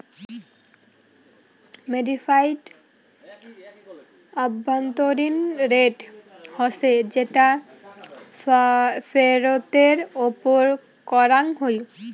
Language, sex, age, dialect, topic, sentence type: Bengali, female, <18, Rajbangshi, banking, statement